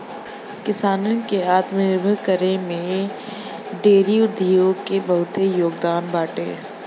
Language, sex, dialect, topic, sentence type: Bhojpuri, female, Western, agriculture, statement